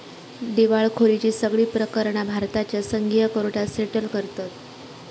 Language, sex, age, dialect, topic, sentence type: Marathi, female, 25-30, Southern Konkan, banking, statement